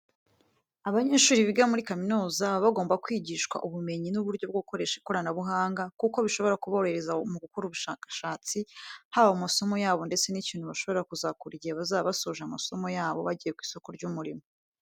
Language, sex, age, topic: Kinyarwanda, female, 18-24, education